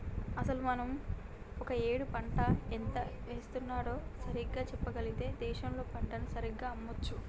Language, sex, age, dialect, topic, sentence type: Telugu, female, 18-24, Telangana, agriculture, statement